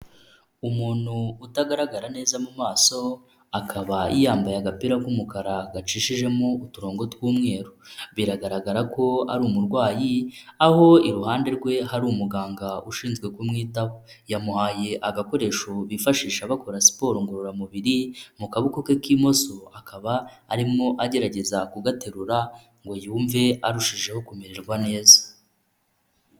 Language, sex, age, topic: Kinyarwanda, male, 25-35, health